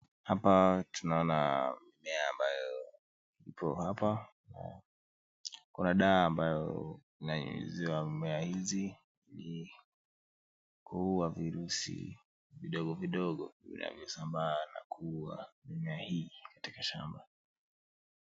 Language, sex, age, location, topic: Swahili, male, 18-24, Kisumu, health